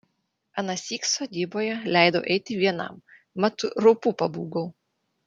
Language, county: Lithuanian, Vilnius